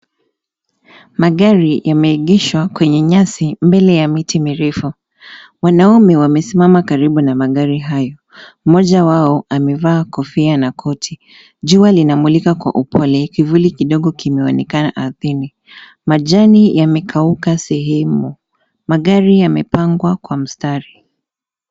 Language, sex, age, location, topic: Swahili, female, 25-35, Nairobi, finance